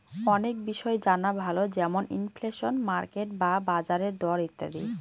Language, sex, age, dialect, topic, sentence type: Bengali, female, 18-24, Northern/Varendri, banking, statement